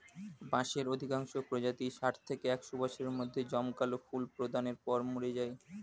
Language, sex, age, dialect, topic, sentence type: Bengali, male, 18-24, Standard Colloquial, agriculture, statement